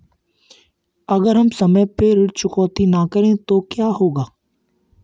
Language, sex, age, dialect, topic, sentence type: Hindi, male, 51-55, Kanauji Braj Bhasha, banking, question